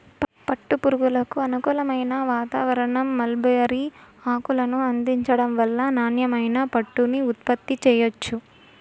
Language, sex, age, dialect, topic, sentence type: Telugu, female, 18-24, Southern, agriculture, statement